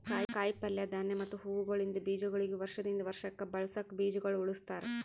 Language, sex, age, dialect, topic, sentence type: Kannada, female, 18-24, Northeastern, agriculture, statement